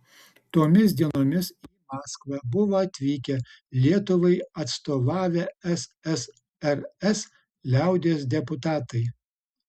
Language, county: Lithuanian, Utena